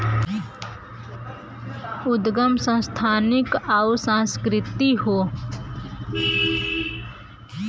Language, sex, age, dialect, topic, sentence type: Bhojpuri, female, 25-30, Western, banking, statement